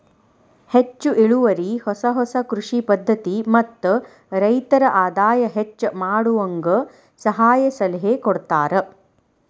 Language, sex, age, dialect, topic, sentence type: Kannada, female, 36-40, Dharwad Kannada, agriculture, statement